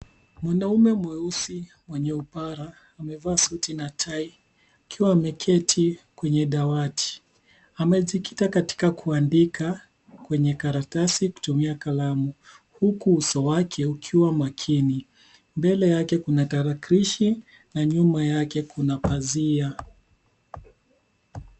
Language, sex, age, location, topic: Swahili, male, 18-24, Nairobi, education